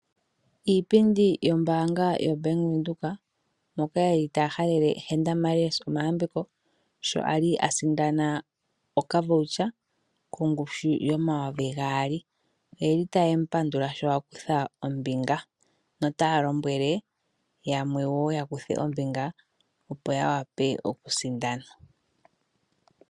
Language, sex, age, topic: Oshiwambo, female, 25-35, finance